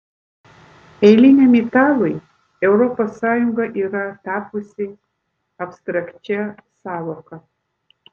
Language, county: Lithuanian, Vilnius